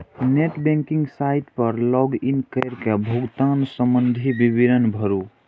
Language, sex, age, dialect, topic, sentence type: Maithili, male, 18-24, Eastern / Thethi, banking, statement